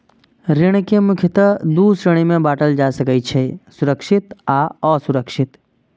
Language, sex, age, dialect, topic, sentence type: Maithili, male, 25-30, Eastern / Thethi, banking, statement